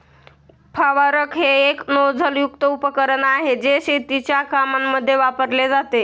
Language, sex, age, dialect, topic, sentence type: Marathi, male, 18-24, Standard Marathi, agriculture, statement